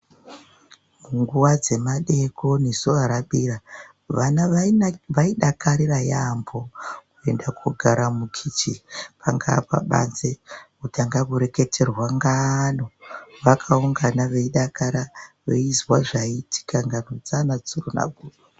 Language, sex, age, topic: Ndau, female, 36-49, education